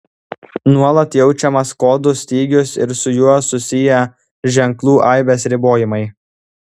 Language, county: Lithuanian, Klaipėda